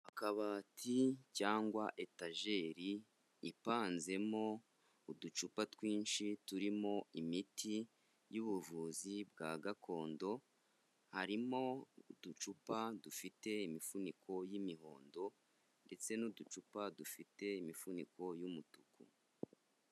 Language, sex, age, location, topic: Kinyarwanda, male, 25-35, Kigali, health